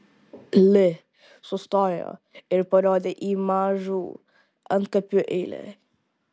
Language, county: Lithuanian, Vilnius